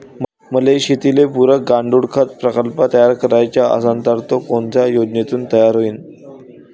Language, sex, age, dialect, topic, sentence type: Marathi, male, 18-24, Varhadi, agriculture, question